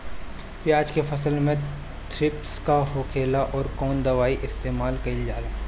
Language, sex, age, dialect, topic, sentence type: Bhojpuri, male, 18-24, Northern, agriculture, question